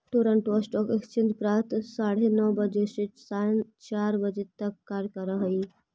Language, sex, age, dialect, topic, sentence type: Magahi, female, 25-30, Central/Standard, banking, statement